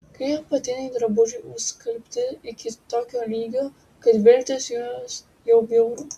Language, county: Lithuanian, Utena